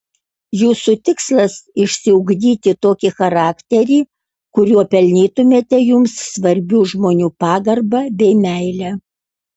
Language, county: Lithuanian, Kaunas